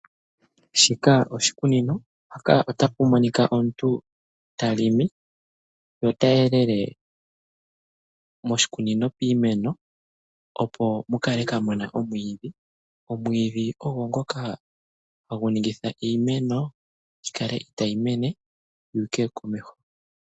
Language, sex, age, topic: Oshiwambo, male, 18-24, agriculture